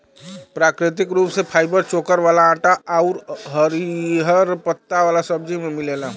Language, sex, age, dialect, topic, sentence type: Bhojpuri, male, 36-40, Western, agriculture, statement